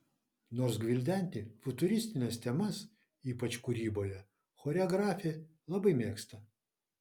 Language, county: Lithuanian, Vilnius